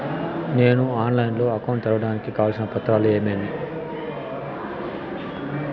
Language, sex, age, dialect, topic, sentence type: Telugu, male, 36-40, Southern, banking, question